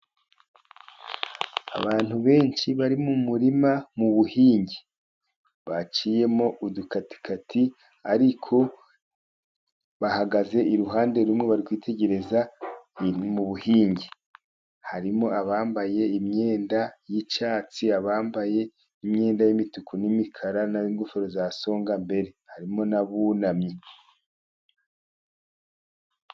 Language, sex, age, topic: Kinyarwanda, male, 50+, agriculture